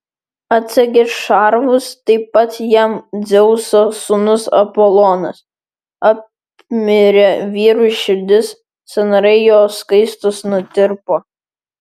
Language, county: Lithuanian, Vilnius